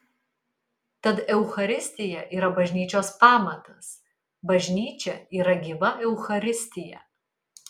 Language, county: Lithuanian, Kaunas